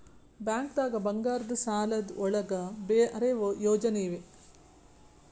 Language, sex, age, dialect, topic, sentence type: Kannada, female, 41-45, Northeastern, banking, question